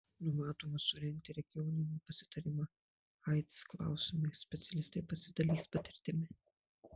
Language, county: Lithuanian, Marijampolė